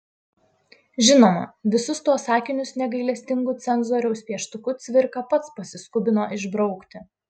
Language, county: Lithuanian, Utena